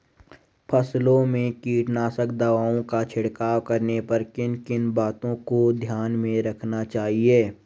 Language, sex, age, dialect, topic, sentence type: Hindi, male, 18-24, Garhwali, agriculture, question